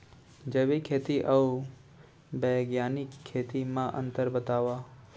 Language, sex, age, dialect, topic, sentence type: Chhattisgarhi, male, 18-24, Central, agriculture, question